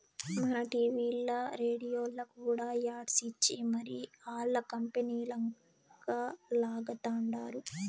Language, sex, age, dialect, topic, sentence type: Telugu, female, 18-24, Southern, banking, statement